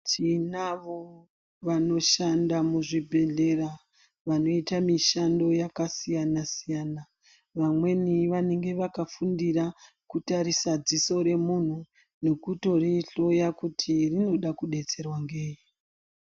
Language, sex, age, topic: Ndau, female, 36-49, health